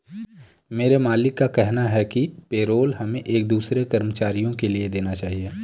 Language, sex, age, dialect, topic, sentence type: Hindi, male, 18-24, Kanauji Braj Bhasha, banking, statement